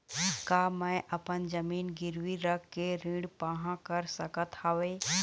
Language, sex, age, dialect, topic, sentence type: Chhattisgarhi, female, 36-40, Eastern, banking, question